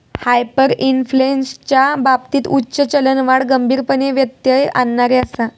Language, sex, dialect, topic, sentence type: Marathi, female, Southern Konkan, banking, statement